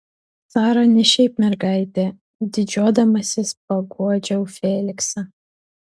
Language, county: Lithuanian, Utena